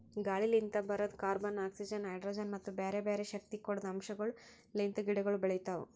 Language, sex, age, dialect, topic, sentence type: Kannada, female, 18-24, Northeastern, agriculture, statement